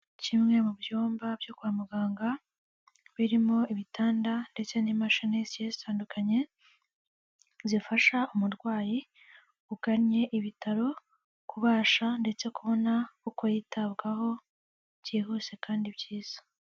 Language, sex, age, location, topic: Kinyarwanda, female, 18-24, Kigali, health